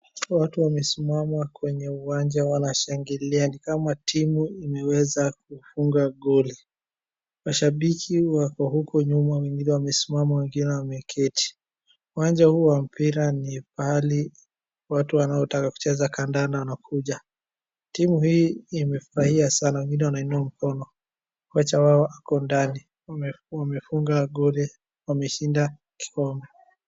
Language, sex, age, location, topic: Swahili, female, 25-35, Wajir, government